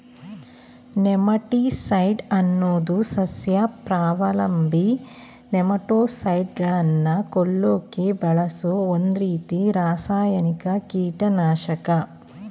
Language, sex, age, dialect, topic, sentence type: Kannada, female, 25-30, Mysore Kannada, agriculture, statement